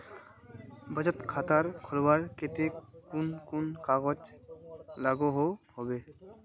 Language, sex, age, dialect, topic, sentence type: Magahi, male, 18-24, Northeastern/Surjapuri, banking, question